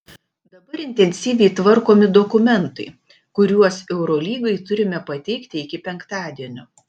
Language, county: Lithuanian, Panevėžys